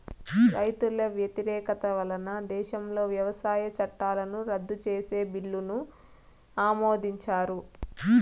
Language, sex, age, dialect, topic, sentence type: Telugu, female, 18-24, Southern, agriculture, statement